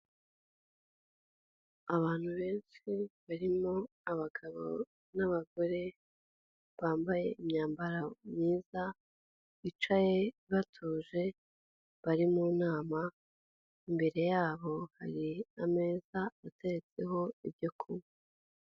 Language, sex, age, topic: Kinyarwanda, female, 18-24, government